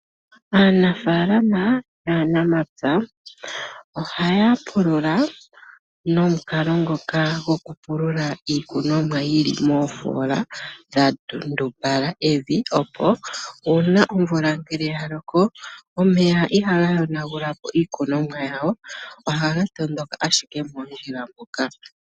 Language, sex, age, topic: Oshiwambo, female, 25-35, agriculture